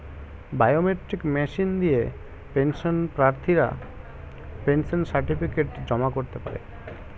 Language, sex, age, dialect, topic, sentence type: Bengali, male, 18-24, Standard Colloquial, banking, statement